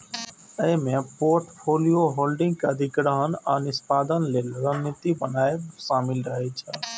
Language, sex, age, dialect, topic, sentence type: Maithili, male, 18-24, Eastern / Thethi, banking, statement